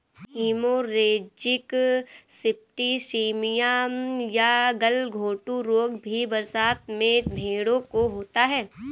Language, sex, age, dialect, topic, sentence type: Hindi, female, 18-24, Awadhi Bundeli, agriculture, statement